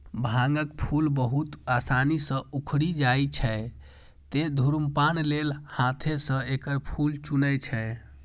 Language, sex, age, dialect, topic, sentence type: Maithili, female, 31-35, Eastern / Thethi, agriculture, statement